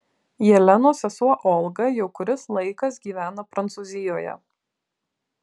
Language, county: Lithuanian, Kaunas